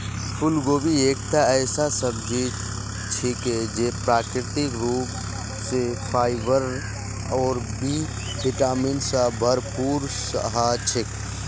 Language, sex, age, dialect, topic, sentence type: Magahi, male, 18-24, Northeastern/Surjapuri, agriculture, statement